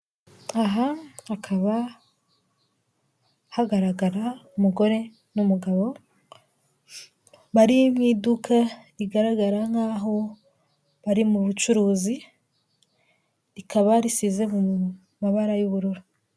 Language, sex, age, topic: Kinyarwanda, female, 18-24, finance